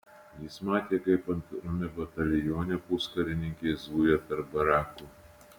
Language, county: Lithuanian, Utena